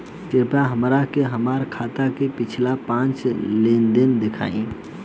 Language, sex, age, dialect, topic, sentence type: Bhojpuri, male, 18-24, Southern / Standard, banking, statement